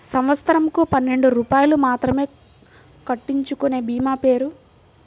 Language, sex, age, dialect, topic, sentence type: Telugu, female, 41-45, Central/Coastal, banking, question